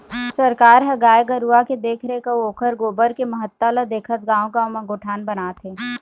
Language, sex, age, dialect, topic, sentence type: Chhattisgarhi, female, 18-24, Eastern, agriculture, statement